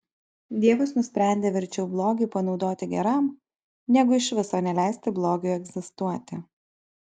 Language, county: Lithuanian, Kaunas